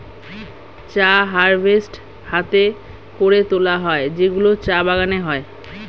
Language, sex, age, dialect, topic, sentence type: Bengali, female, 31-35, Standard Colloquial, agriculture, statement